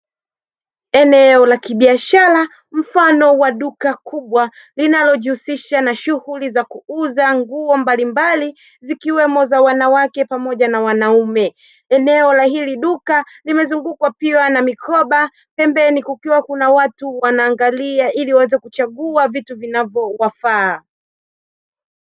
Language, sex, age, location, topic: Swahili, female, 36-49, Dar es Salaam, finance